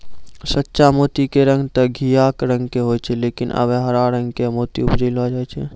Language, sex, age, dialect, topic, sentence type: Maithili, male, 41-45, Angika, agriculture, statement